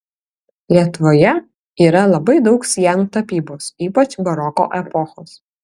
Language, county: Lithuanian, Kaunas